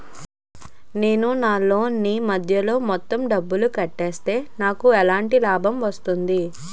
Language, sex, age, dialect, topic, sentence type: Telugu, female, 18-24, Utterandhra, banking, question